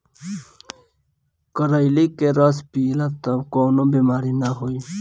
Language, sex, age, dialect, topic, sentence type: Bhojpuri, female, 18-24, Northern, agriculture, statement